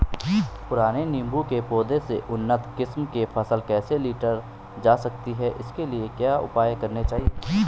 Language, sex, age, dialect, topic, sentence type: Hindi, male, 18-24, Garhwali, agriculture, question